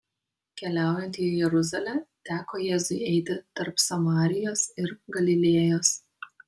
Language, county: Lithuanian, Kaunas